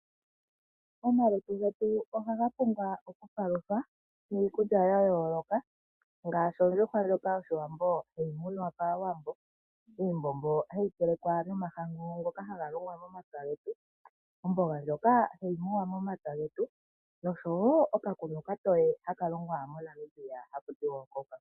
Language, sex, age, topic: Oshiwambo, female, 25-35, agriculture